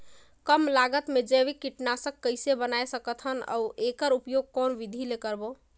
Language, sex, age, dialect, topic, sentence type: Chhattisgarhi, female, 25-30, Northern/Bhandar, agriculture, question